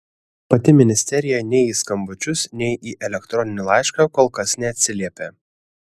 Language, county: Lithuanian, Kaunas